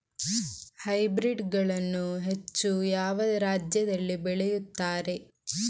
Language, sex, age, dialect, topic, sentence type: Kannada, female, 18-24, Coastal/Dakshin, agriculture, question